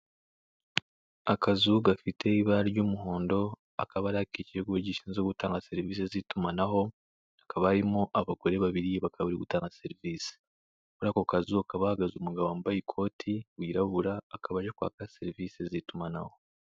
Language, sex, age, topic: Kinyarwanda, male, 18-24, finance